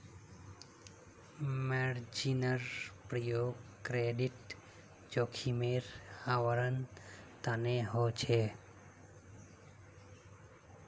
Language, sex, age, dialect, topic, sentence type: Magahi, male, 25-30, Northeastern/Surjapuri, banking, statement